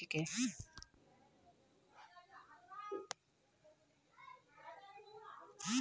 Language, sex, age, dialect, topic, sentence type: Magahi, female, 18-24, Northeastern/Surjapuri, agriculture, statement